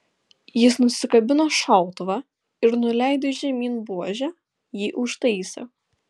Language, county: Lithuanian, Klaipėda